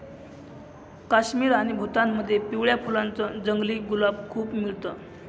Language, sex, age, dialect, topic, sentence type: Marathi, male, 25-30, Northern Konkan, agriculture, statement